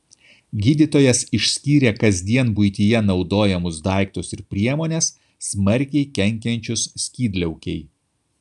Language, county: Lithuanian, Kaunas